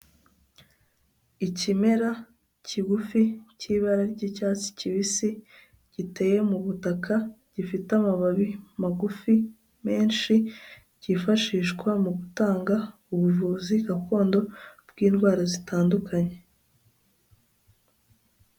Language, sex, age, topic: Kinyarwanda, female, 18-24, health